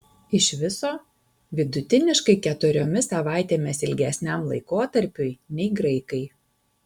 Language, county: Lithuanian, Alytus